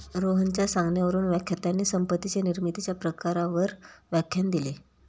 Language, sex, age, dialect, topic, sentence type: Marathi, female, 31-35, Standard Marathi, banking, statement